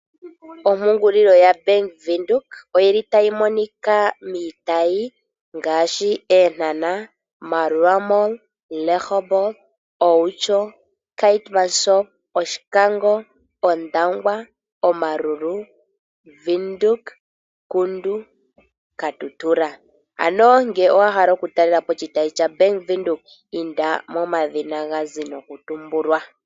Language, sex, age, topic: Oshiwambo, female, 18-24, finance